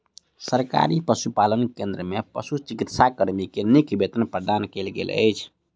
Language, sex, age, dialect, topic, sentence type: Maithili, male, 25-30, Southern/Standard, agriculture, statement